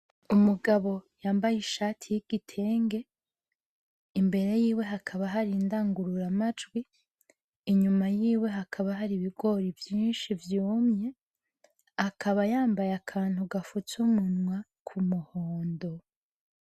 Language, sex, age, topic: Rundi, female, 25-35, agriculture